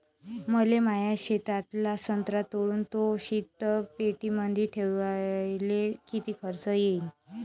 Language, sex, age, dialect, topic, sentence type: Marathi, female, 31-35, Varhadi, agriculture, question